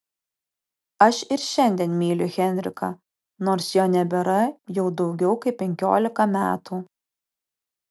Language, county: Lithuanian, Alytus